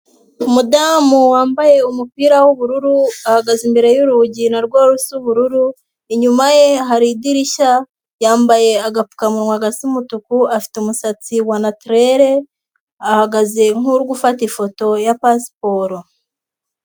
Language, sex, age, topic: Kinyarwanda, female, 18-24, education